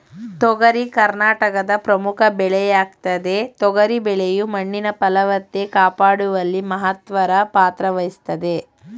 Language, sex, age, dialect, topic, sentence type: Kannada, female, 25-30, Mysore Kannada, agriculture, statement